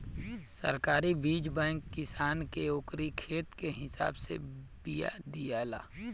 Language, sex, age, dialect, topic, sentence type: Bhojpuri, male, 18-24, Northern, agriculture, statement